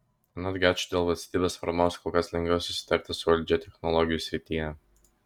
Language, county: Lithuanian, Vilnius